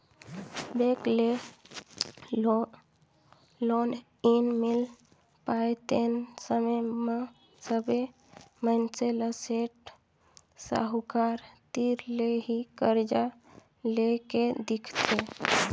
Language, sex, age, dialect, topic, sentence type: Chhattisgarhi, female, 25-30, Northern/Bhandar, banking, statement